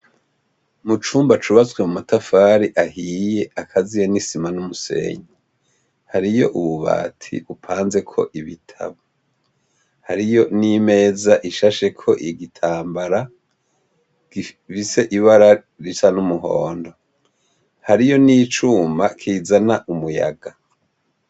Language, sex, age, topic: Rundi, male, 50+, education